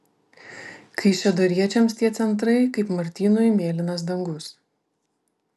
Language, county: Lithuanian, Vilnius